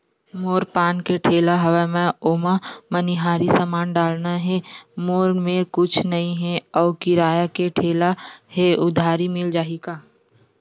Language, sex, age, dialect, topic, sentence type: Chhattisgarhi, female, 51-55, Western/Budati/Khatahi, banking, question